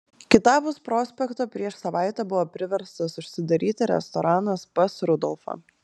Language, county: Lithuanian, Klaipėda